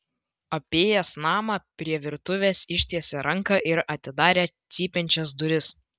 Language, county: Lithuanian, Vilnius